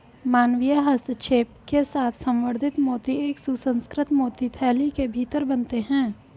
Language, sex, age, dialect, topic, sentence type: Hindi, female, 25-30, Hindustani Malvi Khadi Boli, agriculture, statement